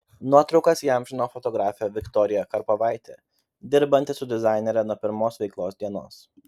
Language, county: Lithuanian, Vilnius